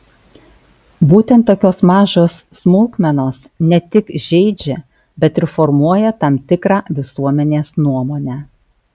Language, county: Lithuanian, Alytus